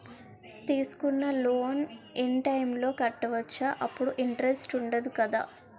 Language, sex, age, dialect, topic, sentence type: Telugu, female, 18-24, Utterandhra, banking, question